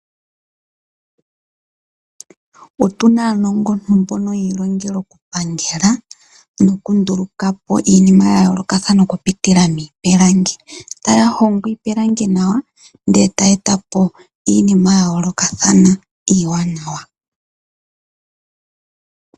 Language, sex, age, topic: Oshiwambo, female, 25-35, finance